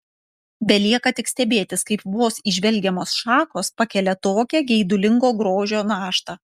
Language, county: Lithuanian, Panevėžys